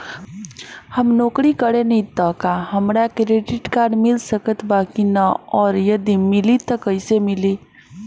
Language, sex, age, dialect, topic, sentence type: Bhojpuri, female, 18-24, Southern / Standard, banking, question